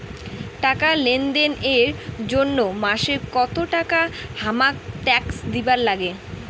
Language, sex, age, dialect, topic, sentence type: Bengali, female, 18-24, Rajbangshi, banking, question